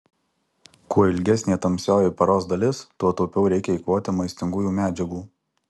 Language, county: Lithuanian, Alytus